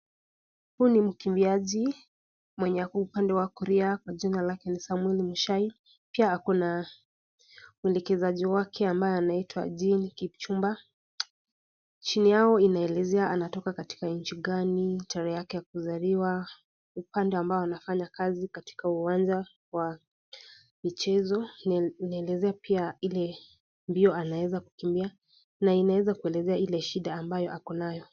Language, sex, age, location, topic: Swahili, female, 18-24, Kisii, education